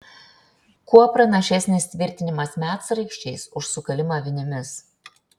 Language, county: Lithuanian, Šiauliai